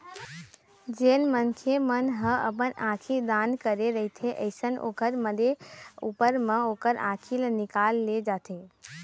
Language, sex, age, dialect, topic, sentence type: Chhattisgarhi, male, 41-45, Eastern, banking, statement